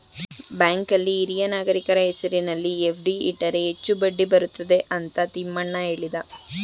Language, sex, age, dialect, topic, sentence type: Kannada, female, 18-24, Mysore Kannada, banking, statement